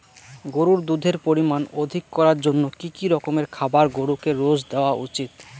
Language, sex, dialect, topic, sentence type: Bengali, male, Rajbangshi, agriculture, question